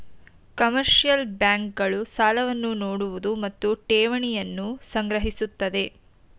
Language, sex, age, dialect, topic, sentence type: Kannada, female, 18-24, Mysore Kannada, banking, statement